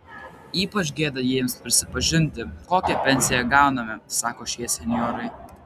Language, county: Lithuanian, Vilnius